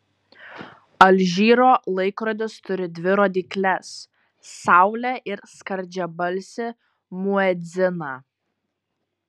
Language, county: Lithuanian, Kaunas